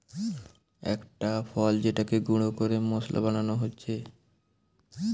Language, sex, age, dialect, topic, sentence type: Bengali, male, <18, Western, agriculture, statement